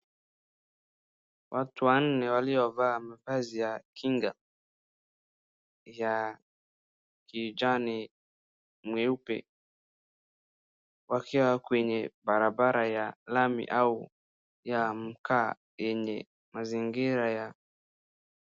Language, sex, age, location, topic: Swahili, male, 36-49, Wajir, health